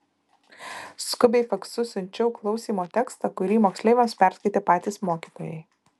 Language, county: Lithuanian, Vilnius